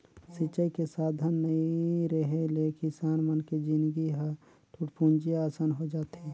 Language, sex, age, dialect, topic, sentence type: Chhattisgarhi, male, 36-40, Northern/Bhandar, agriculture, statement